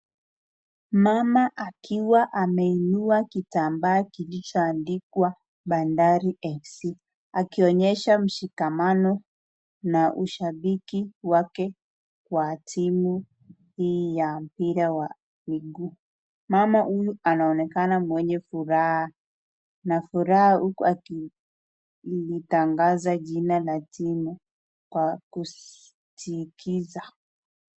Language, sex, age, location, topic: Swahili, female, 25-35, Nakuru, government